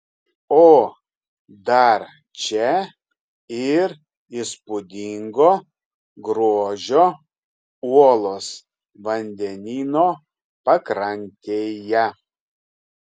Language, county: Lithuanian, Kaunas